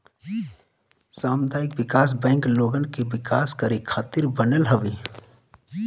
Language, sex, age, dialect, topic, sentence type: Bhojpuri, male, 31-35, Northern, banking, statement